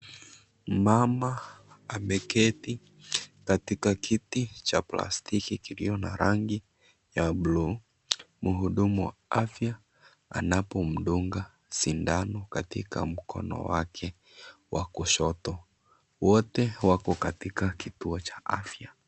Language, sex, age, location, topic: Swahili, male, 25-35, Kisii, health